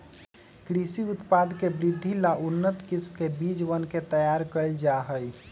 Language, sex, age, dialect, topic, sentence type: Magahi, male, 18-24, Western, agriculture, statement